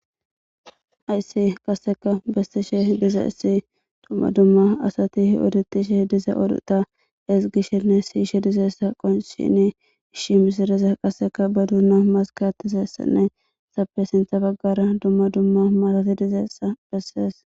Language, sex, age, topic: Gamo, female, 18-24, government